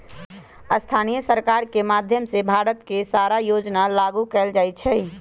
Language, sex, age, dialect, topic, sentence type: Magahi, male, 31-35, Western, banking, statement